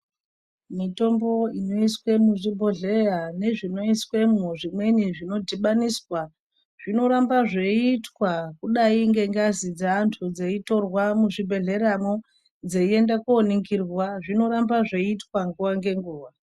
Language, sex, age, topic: Ndau, female, 25-35, health